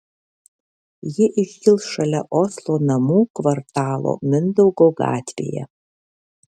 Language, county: Lithuanian, Alytus